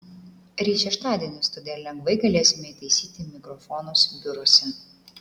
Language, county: Lithuanian, Klaipėda